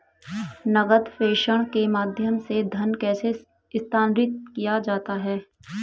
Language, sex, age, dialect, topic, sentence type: Hindi, male, 25-30, Hindustani Malvi Khadi Boli, banking, question